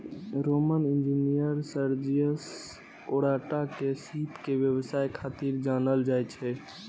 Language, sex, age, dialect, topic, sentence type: Maithili, male, 18-24, Eastern / Thethi, agriculture, statement